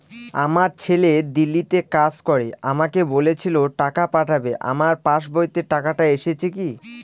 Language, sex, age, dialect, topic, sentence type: Bengali, male, 18-24, Northern/Varendri, banking, question